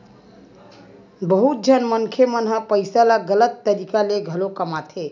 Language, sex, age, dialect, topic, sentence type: Chhattisgarhi, female, 18-24, Western/Budati/Khatahi, banking, statement